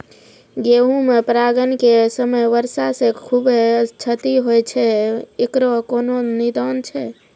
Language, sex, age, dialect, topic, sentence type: Maithili, female, 25-30, Angika, agriculture, question